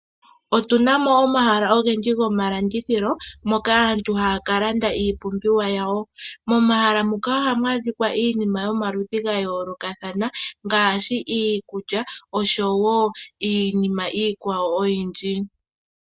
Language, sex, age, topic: Oshiwambo, female, 18-24, finance